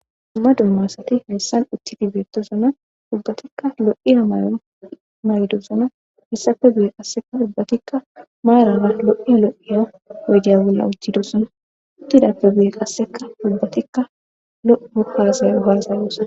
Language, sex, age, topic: Gamo, female, 18-24, government